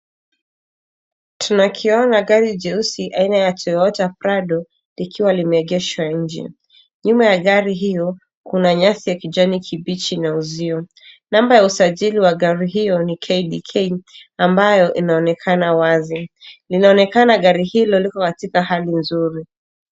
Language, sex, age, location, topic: Swahili, female, 18-24, Nairobi, finance